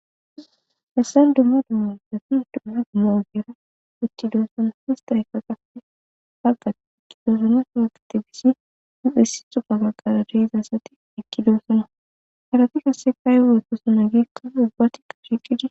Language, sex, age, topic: Gamo, female, 25-35, government